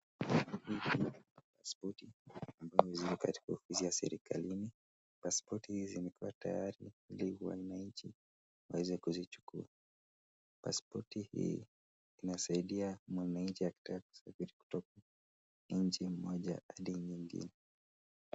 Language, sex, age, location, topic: Swahili, male, 25-35, Nakuru, government